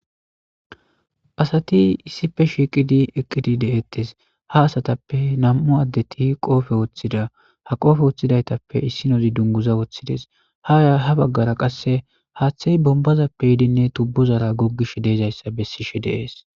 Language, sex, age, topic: Gamo, male, 18-24, government